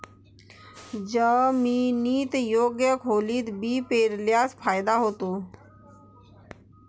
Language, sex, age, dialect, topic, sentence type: Marathi, female, 41-45, Varhadi, agriculture, statement